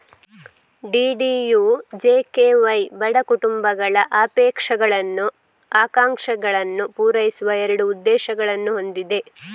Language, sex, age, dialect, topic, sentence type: Kannada, female, 25-30, Coastal/Dakshin, banking, statement